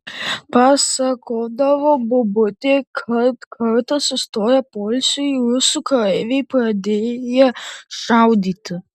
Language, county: Lithuanian, Tauragė